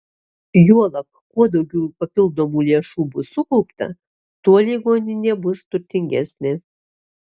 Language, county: Lithuanian, Alytus